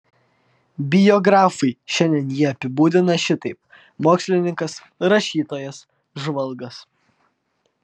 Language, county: Lithuanian, Vilnius